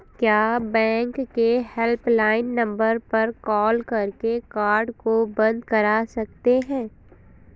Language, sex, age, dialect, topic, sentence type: Hindi, female, 25-30, Awadhi Bundeli, banking, question